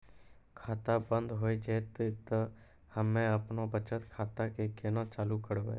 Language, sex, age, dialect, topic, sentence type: Maithili, male, 25-30, Angika, banking, question